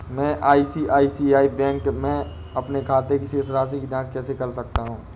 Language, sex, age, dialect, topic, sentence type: Hindi, male, 18-24, Awadhi Bundeli, banking, question